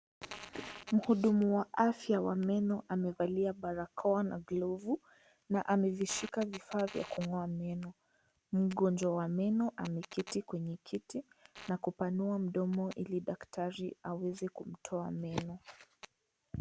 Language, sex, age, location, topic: Swahili, female, 18-24, Kisii, health